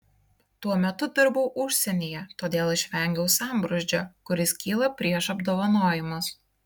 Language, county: Lithuanian, Kaunas